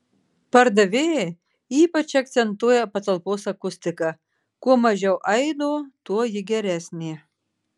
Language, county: Lithuanian, Marijampolė